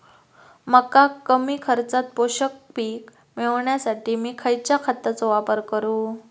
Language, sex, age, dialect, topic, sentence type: Marathi, female, 18-24, Southern Konkan, agriculture, question